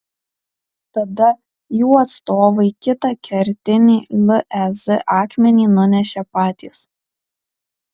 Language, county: Lithuanian, Kaunas